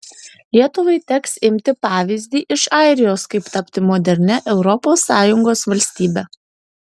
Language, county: Lithuanian, Alytus